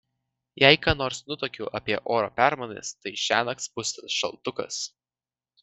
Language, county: Lithuanian, Vilnius